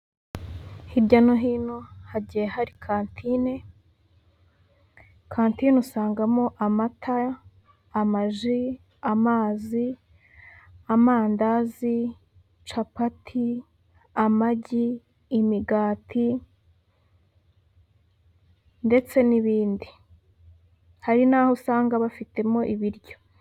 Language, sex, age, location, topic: Kinyarwanda, female, 18-24, Huye, finance